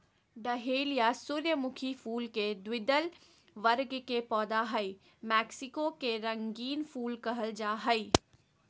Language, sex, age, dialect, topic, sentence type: Magahi, female, 18-24, Southern, agriculture, statement